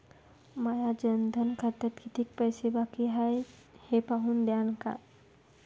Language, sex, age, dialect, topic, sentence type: Marathi, female, 56-60, Varhadi, banking, question